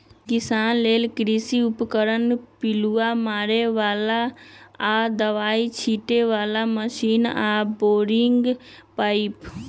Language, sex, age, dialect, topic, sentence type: Magahi, male, 36-40, Western, agriculture, statement